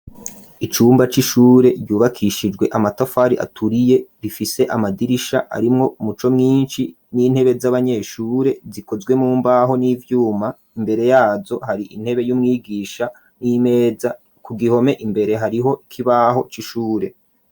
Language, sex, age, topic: Rundi, male, 25-35, education